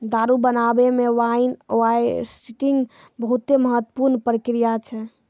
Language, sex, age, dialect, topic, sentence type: Maithili, female, 18-24, Angika, agriculture, statement